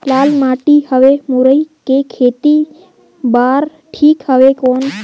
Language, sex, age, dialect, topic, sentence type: Chhattisgarhi, male, 18-24, Northern/Bhandar, agriculture, question